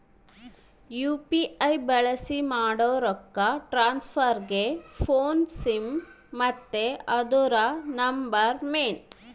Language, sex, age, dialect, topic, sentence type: Kannada, female, 36-40, Central, banking, statement